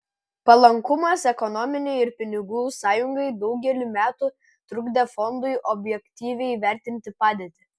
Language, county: Lithuanian, Kaunas